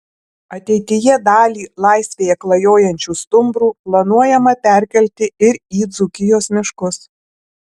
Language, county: Lithuanian, Alytus